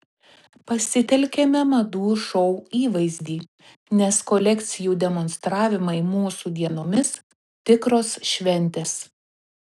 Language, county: Lithuanian, Telšiai